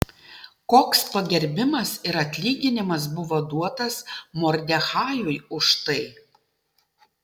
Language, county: Lithuanian, Utena